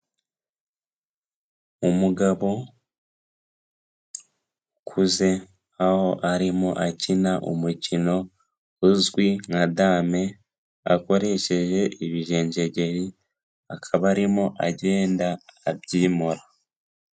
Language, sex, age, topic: Kinyarwanda, male, 18-24, health